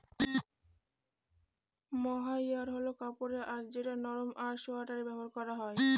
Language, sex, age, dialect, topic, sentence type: Bengali, female, 18-24, Northern/Varendri, agriculture, statement